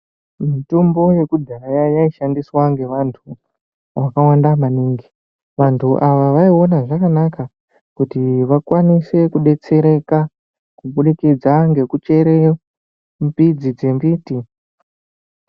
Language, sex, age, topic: Ndau, male, 25-35, health